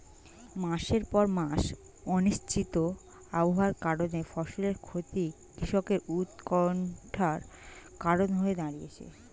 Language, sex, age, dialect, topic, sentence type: Bengali, female, 25-30, Standard Colloquial, agriculture, question